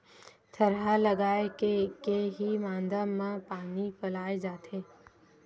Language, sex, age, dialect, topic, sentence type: Chhattisgarhi, female, 18-24, Western/Budati/Khatahi, agriculture, statement